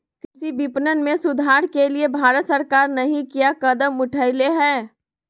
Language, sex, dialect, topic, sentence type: Magahi, female, Southern, agriculture, question